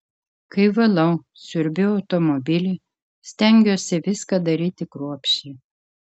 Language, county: Lithuanian, Kaunas